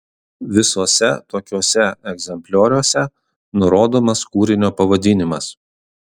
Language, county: Lithuanian, Kaunas